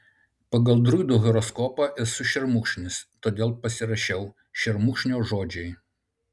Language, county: Lithuanian, Utena